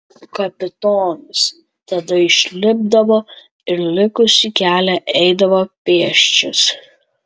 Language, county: Lithuanian, Tauragė